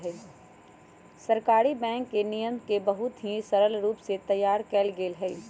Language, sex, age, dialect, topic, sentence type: Magahi, female, 18-24, Western, banking, statement